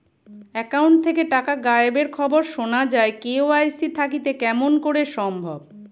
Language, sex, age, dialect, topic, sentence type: Bengali, male, 18-24, Rajbangshi, banking, question